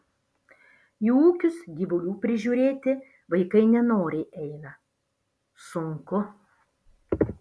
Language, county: Lithuanian, Alytus